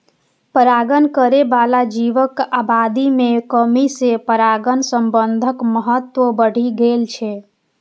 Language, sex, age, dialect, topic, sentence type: Maithili, female, 18-24, Eastern / Thethi, agriculture, statement